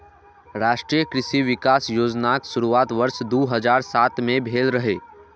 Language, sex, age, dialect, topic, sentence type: Maithili, male, 18-24, Eastern / Thethi, agriculture, statement